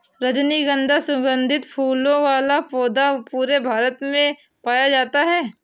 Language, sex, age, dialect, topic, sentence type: Hindi, female, 46-50, Awadhi Bundeli, agriculture, statement